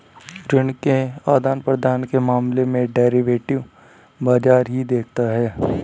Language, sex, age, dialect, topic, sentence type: Hindi, male, 18-24, Hindustani Malvi Khadi Boli, banking, statement